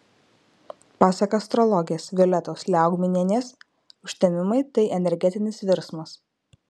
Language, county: Lithuanian, Marijampolė